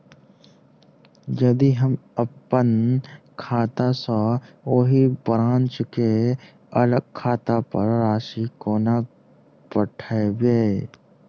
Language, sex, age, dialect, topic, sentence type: Maithili, male, 18-24, Southern/Standard, banking, question